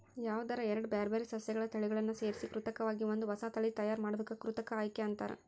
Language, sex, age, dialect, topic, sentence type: Kannada, female, 31-35, Dharwad Kannada, agriculture, statement